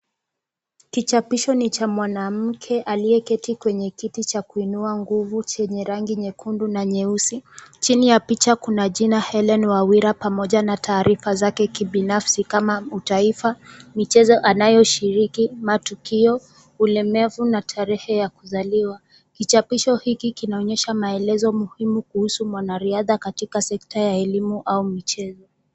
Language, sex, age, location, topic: Swahili, female, 18-24, Kisumu, education